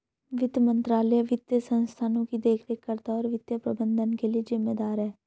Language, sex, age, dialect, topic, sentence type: Hindi, female, 25-30, Hindustani Malvi Khadi Boli, banking, statement